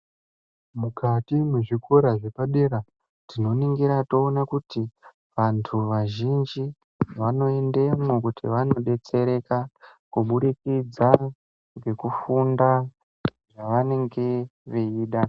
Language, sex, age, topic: Ndau, female, 18-24, education